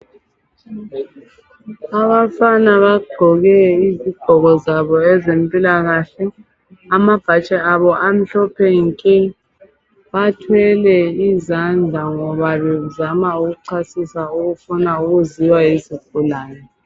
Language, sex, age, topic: North Ndebele, female, 50+, health